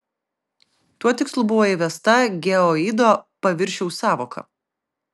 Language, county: Lithuanian, Vilnius